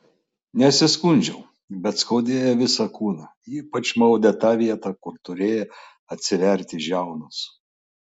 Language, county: Lithuanian, Klaipėda